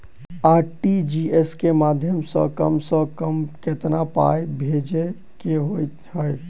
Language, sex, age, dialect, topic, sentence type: Maithili, male, 18-24, Southern/Standard, banking, question